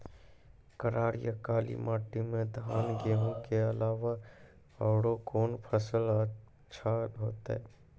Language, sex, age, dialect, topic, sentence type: Maithili, male, 25-30, Angika, agriculture, question